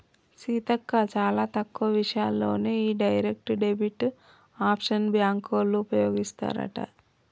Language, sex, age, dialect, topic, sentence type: Telugu, female, 31-35, Telangana, banking, statement